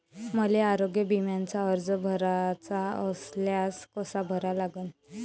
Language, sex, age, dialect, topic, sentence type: Marathi, female, 31-35, Varhadi, banking, question